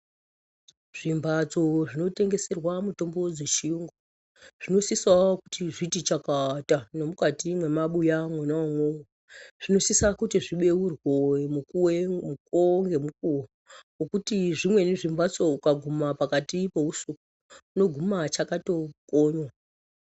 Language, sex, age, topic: Ndau, male, 36-49, education